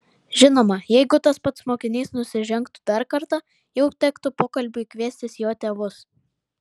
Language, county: Lithuanian, Vilnius